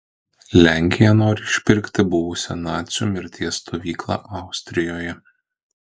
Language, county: Lithuanian, Kaunas